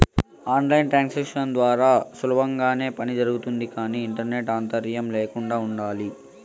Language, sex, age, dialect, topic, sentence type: Telugu, male, 18-24, Southern, banking, statement